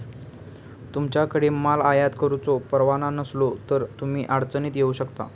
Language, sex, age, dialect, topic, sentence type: Marathi, male, 18-24, Southern Konkan, banking, statement